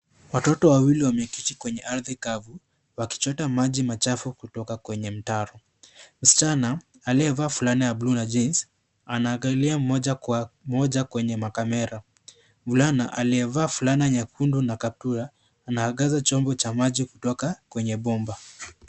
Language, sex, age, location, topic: Swahili, male, 25-35, Kisii, health